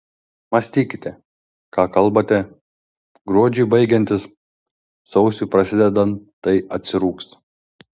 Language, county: Lithuanian, Šiauliai